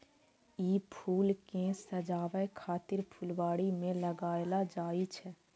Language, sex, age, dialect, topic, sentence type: Maithili, female, 18-24, Eastern / Thethi, agriculture, statement